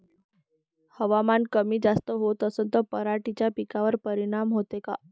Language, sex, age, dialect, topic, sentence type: Marathi, female, 25-30, Varhadi, agriculture, question